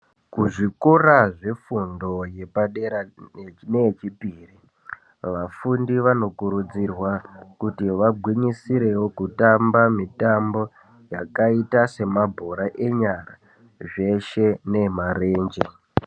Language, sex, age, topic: Ndau, male, 18-24, education